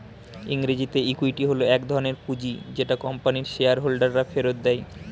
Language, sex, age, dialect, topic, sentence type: Bengali, male, 18-24, Standard Colloquial, banking, statement